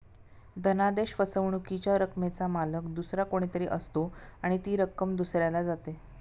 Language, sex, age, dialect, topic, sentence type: Marathi, female, 25-30, Standard Marathi, banking, statement